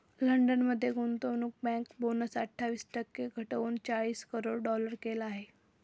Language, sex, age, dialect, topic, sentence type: Marathi, female, 18-24, Northern Konkan, banking, statement